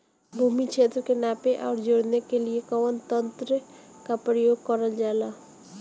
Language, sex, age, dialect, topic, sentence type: Bhojpuri, female, 18-24, Northern, agriculture, question